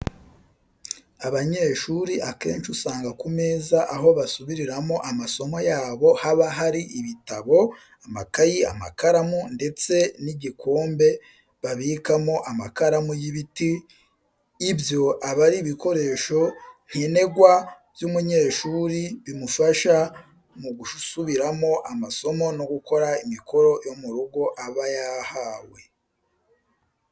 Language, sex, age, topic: Kinyarwanda, male, 25-35, education